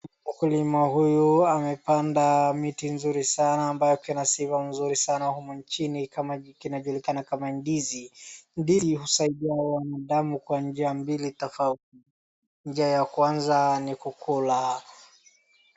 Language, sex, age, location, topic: Swahili, female, 36-49, Wajir, agriculture